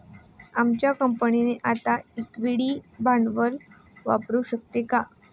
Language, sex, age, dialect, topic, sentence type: Marathi, female, 18-24, Standard Marathi, banking, statement